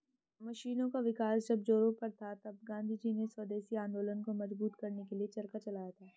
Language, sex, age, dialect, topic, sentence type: Hindi, female, 18-24, Hindustani Malvi Khadi Boli, agriculture, statement